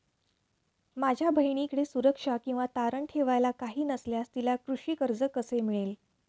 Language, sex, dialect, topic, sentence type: Marathi, female, Standard Marathi, agriculture, statement